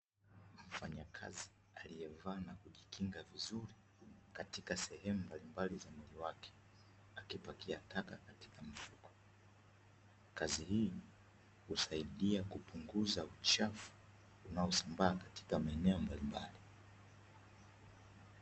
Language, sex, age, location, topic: Swahili, male, 25-35, Dar es Salaam, government